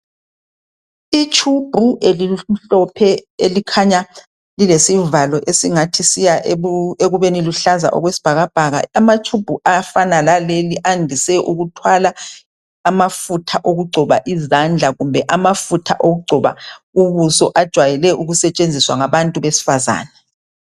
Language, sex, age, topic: North Ndebele, male, 36-49, health